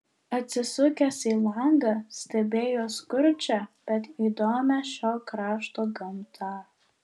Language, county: Lithuanian, Vilnius